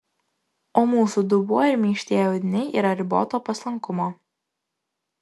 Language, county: Lithuanian, Klaipėda